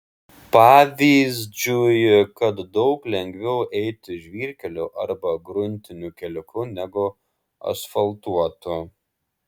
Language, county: Lithuanian, Šiauliai